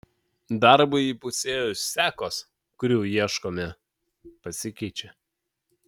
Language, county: Lithuanian, Utena